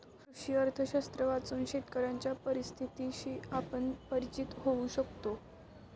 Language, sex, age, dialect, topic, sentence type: Marathi, female, 18-24, Standard Marathi, banking, statement